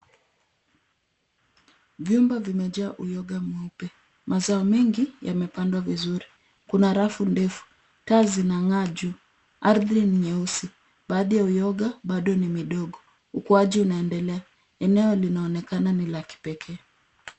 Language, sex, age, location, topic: Swahili, female, 25-35, Nairobi, agriculture